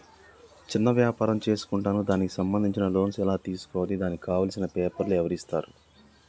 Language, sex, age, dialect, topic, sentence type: Telugu, male, 31-35, Telangana, banking, question